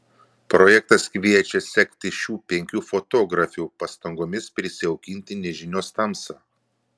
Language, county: Lithuanian, Vilnius